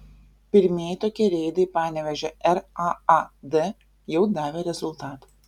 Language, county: Lithuanian, Vilnius